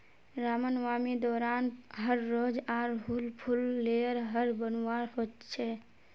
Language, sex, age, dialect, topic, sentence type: Magahi, male, 18-24, Northeastern/Surjapuri, agriculture, statement